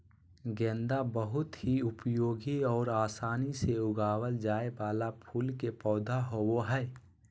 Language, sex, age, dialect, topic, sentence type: Magahi, male, 18-24, Southern, agriculture, statement